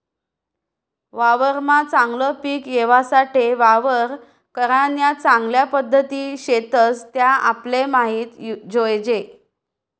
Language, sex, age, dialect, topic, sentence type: Marathi, female, 31-35, Northern Konkan, agriculture, statement